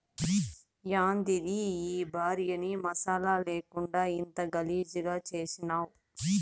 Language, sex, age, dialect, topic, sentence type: Telugu, female, 36-40, Southern, agriculture, statement